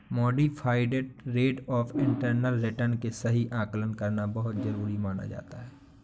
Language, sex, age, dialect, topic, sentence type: Hindi, male, 25-30, Awadhi Bundeli, banking, statement